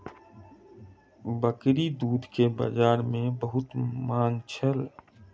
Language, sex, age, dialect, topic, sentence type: Maithili, male, 25-30, Southern/Standard, agriculture, statement